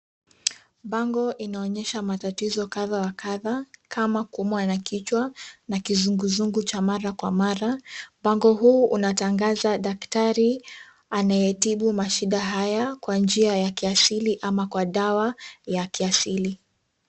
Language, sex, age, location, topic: Swahili, female, 18-24, Nairobi, health